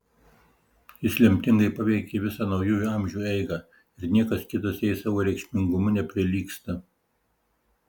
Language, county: Lithuanian, Marijampolė